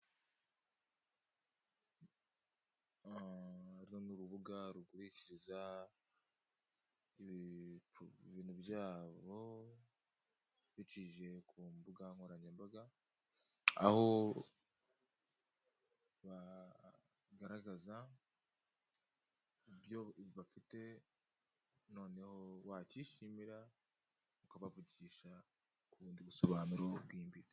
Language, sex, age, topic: Kinyarwanda, male, 18-24, finance